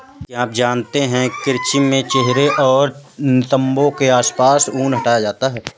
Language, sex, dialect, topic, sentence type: Hindi, male, Awadhi Bundeli, agriculture, statement